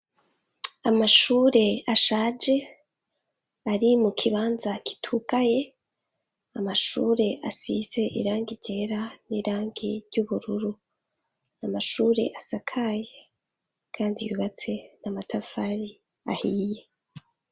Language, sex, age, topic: Rundi, female, 25-35, education